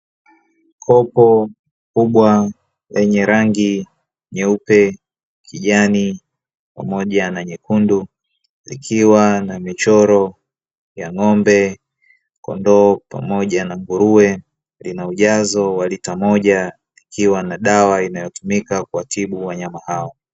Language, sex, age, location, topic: Swahili, male, 36-49, Dar es Salaam, agriculture